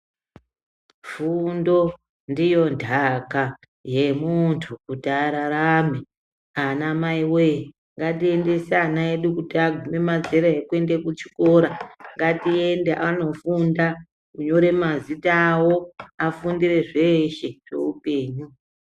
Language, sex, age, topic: Ndau, male, 18-24, education